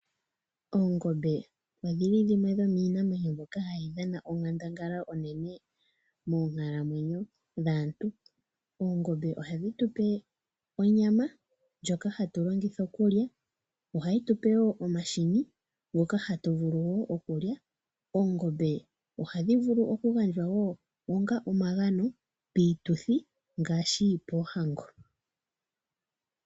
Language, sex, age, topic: Oshiwambo, female, 18-24, agriculture